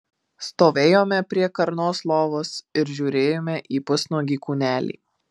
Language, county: Lithuanian, Marijampolė